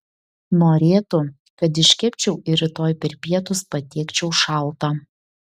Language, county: Lithuanian, Šiauliai